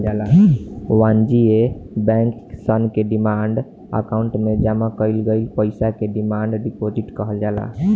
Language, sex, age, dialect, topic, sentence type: Bhojpuri, male, <18, Southern / Standard, banking, statement